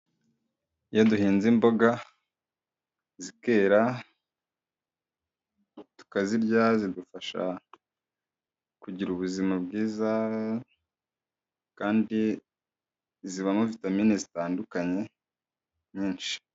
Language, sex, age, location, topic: Kinyarwanda, male, 25-35, Kigali, agriculture